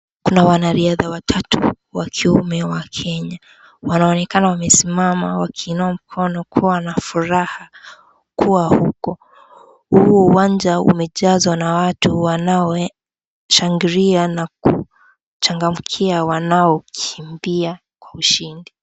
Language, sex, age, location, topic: Swahili, female, 18-24, Kisii, government